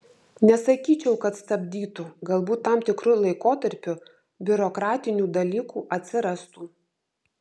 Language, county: Lithuanian, Vilnius